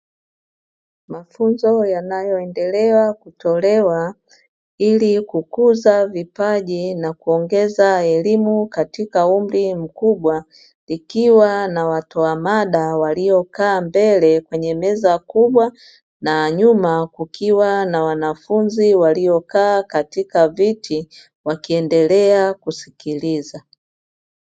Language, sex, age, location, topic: Swahili, female, 50+, Dar es Salaam, education